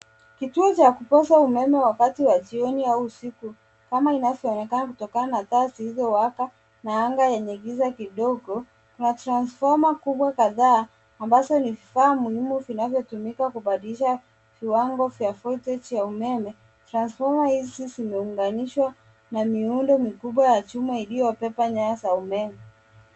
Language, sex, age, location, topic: Swahili, male, 25-35, Nairobi, government